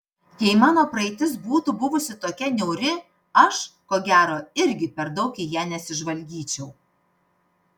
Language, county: Lithuanian, Panevėžys